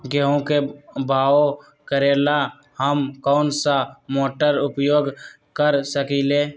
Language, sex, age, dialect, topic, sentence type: Magahi, male, 18-24, Western, agriculture, question